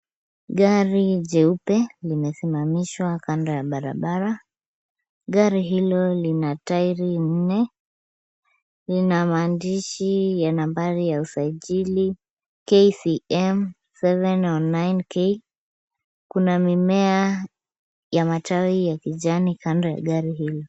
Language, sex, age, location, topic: Swahili, female, 25-35, Kisumu, finance